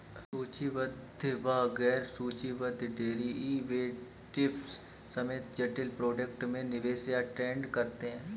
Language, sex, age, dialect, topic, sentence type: Hindi, male, 25-30, Kanauji Braj Bhasha, banking, statement